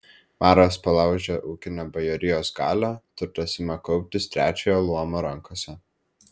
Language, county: Lithuanian, Vilnius